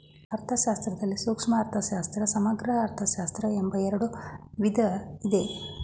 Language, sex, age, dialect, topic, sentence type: Kannada, male, 46-50, Mysore Kannada, banking, statement